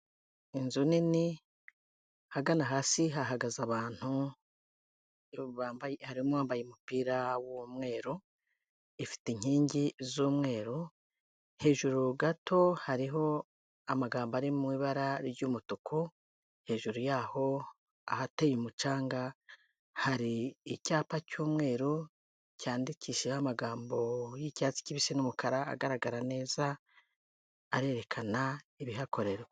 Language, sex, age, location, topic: Kinyarwanda, female, 18-24, Kigali, health